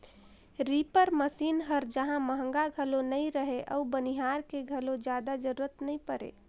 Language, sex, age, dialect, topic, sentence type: Chhattisgarhi, female, 25-30, Northern/Bhandar, agriculture, statement